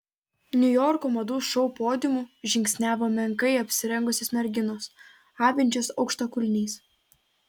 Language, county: Lithuanian, Telšiai